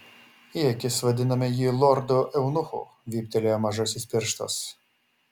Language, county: Lithuanian, Šiauliai